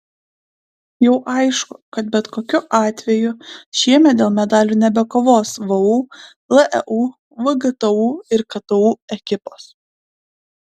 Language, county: Lithuanian, Klaipėda